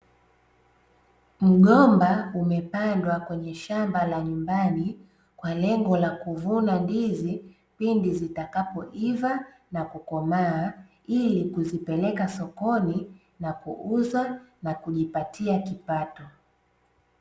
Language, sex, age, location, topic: Swahili, female, 25-35, Dar es Salaam, agriculture